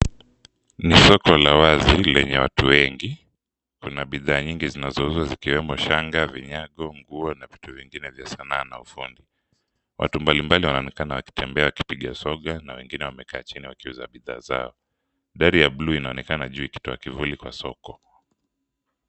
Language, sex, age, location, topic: Swahili, male, 25-35, Nairobi, finance